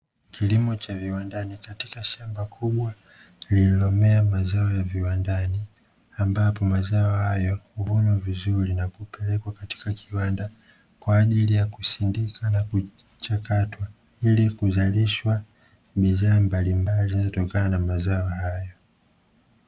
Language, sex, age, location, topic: Swahili, male, 25-35, Dar es Salaam, agriculture